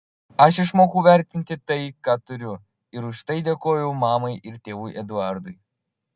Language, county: Lithuanian, Vilnius